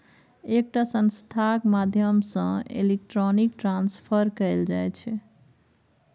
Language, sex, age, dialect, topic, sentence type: Maithili, female, 36-40, Bajjika, banking, statement